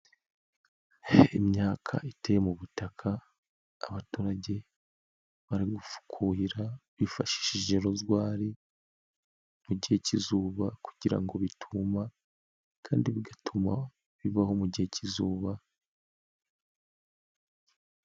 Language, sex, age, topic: Kinyarwanda, male, 25-35, agriculture